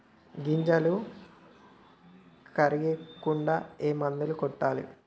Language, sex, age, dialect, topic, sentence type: Telugu, male, 18-24, Telangana, agriculture, question